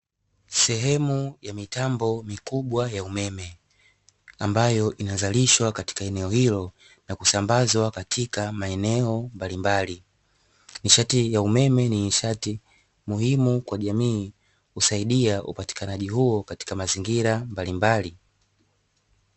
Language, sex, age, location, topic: Swahili, male, 18-24, Dar es Salaam, government